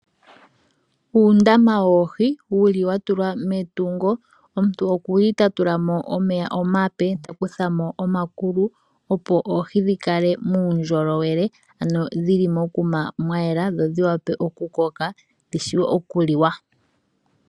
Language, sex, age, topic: Oshiwambo, female, 25-35, agriculture